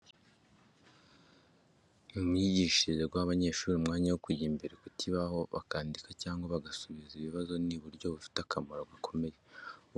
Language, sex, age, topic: Kinyarwanda, male, 25-35, education